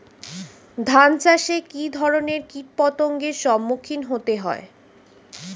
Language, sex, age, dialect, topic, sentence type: Bengali, female, 25-30, Standard Colloquial, agriculture, question